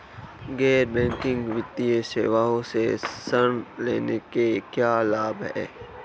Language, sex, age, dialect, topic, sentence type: Hindi, male, 18-24, Marwari Dhudhari, banking, question